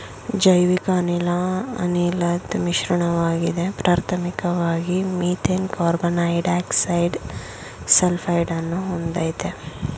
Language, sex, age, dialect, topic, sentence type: Kannada, female, 56-60, Mysore Kannada, agriculture, statement